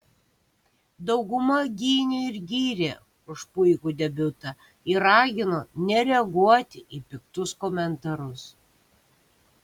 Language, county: Lithuanian, Kaunas